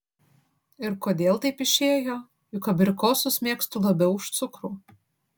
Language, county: Lithuanian, Vilnius